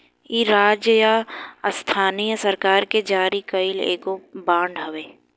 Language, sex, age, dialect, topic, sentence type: Bhojpuri, female, 18-24, Southern / Standard, banking, statement